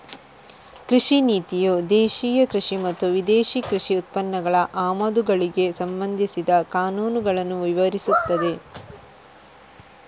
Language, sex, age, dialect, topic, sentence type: Kannada, female, 31-35, Coastal/Dakshin, agriculture, statement